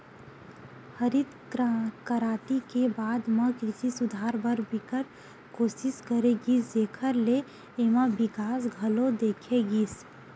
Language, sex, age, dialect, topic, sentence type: Chhattisgarhi, female, 18-24, Western/Budati/Khatahi, agriculture, statement